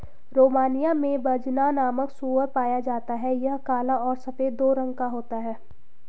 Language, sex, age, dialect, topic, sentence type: Hindi, female, 25-30, Garhwali, agriculture, statement